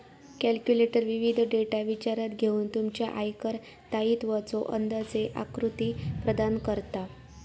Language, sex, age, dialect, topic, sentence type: Marathi, female, 41-45, Southern Konkan, banking, statement